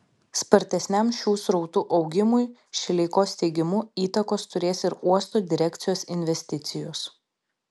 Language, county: Lithuanian, Vilnius